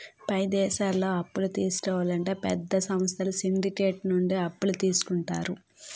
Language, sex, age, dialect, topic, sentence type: Telugu, female, 18-24, Utterandhra, banking, statement